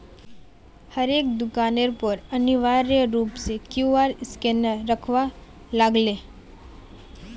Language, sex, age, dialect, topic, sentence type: Magahi, female, 18-24, Northeastern/Surjapuri, banking, statement